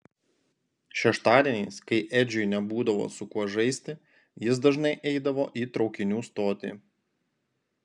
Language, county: Lithuanian, Panevėžys